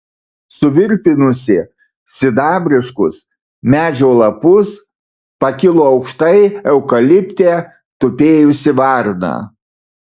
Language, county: Lithuanian, Marijampolė